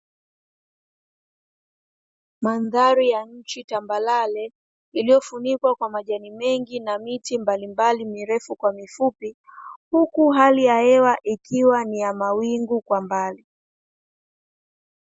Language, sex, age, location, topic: Swahili, female, 25-35, Dar es Salaam, agriculture